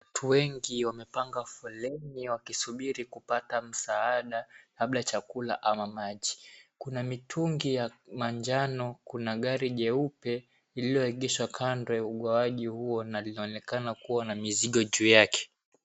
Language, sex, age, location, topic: Swahili, male, 18-24, Mombasa, health